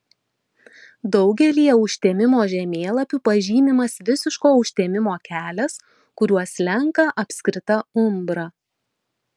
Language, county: Lithuanian, Vilnius